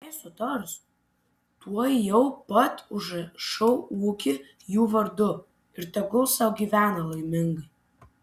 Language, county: Lithuanian, Kaunas